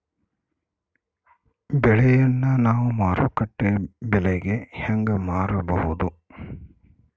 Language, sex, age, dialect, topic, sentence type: Kannada, male, 51-55, Central, agriculture, question